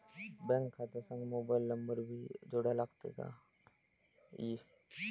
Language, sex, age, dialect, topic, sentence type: Marathi, male, 18-24, Varhadi, banking, question